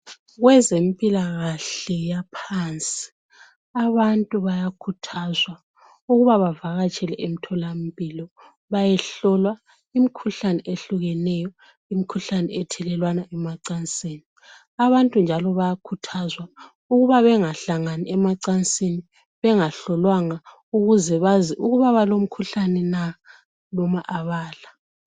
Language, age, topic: North Ndebele, 36-49, health